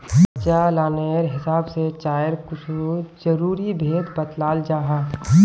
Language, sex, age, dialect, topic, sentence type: Magahi, male, 18-24, Northeastern/Surjapuri, agriculture, statement